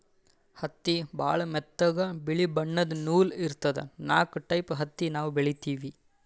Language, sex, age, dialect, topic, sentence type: Kannada, male, 18-24, Northeastern, agriculture, statement